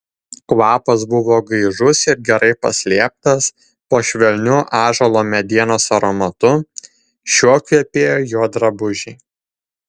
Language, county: Lithuanian, Vilnius